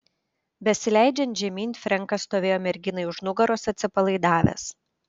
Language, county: Lithuanian, Panevėžys